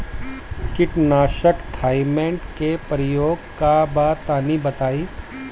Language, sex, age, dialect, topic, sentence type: Bhojpuri, male, 60-100, Northern, agriculture, question